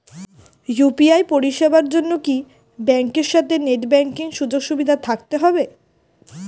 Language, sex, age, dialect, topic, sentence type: Bengali, female, 18-24, Standard Colloquial, banking, question